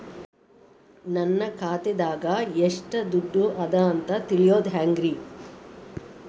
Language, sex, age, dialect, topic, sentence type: Kannada, female, 18-24, Dharwad Kannada, banking, question